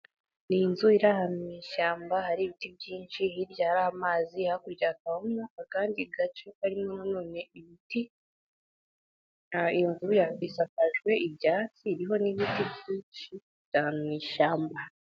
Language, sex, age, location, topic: Kinyarwanda, female, 18-24, Nyagatare, agriculture